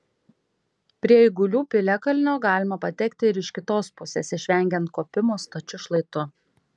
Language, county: Lithuanian, Kaunas